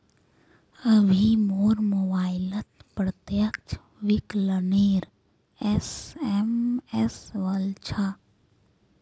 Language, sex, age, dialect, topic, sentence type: Magahi, female, 25-30, Northeastern/Surjapuri, banking, statement